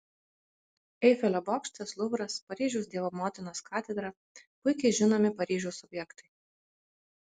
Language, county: Lithuanian, Alytus